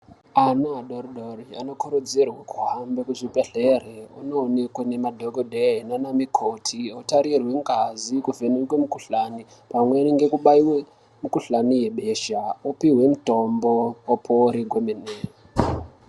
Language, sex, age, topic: Ndau, male, 18-24, health